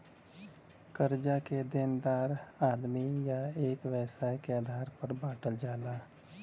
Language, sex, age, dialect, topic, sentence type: Bhojpuri, male, 31-35, Western, banking, statement